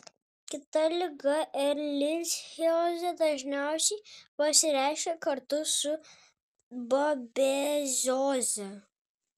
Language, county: Lithuanian, Kaunas